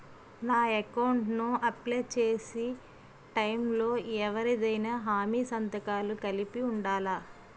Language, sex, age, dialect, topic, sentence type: Telugu, female, 31-35, Utterandhra, banking, question